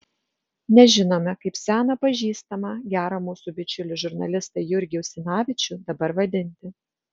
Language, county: Lithuanian, Vilnius